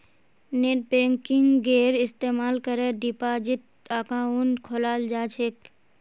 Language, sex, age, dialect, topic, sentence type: Magahi, female, 18-24, Northeastern/Surjapuri, banking, statement